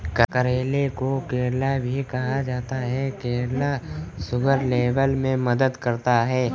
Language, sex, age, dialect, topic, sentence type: Hindi, male, 25-30, Marwari Dhudhari, agriculture, statement